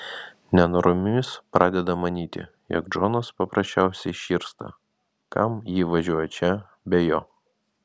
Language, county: Lithuanian, Vilnius